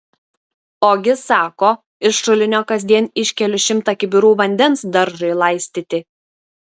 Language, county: Lithuanian, Šiauliai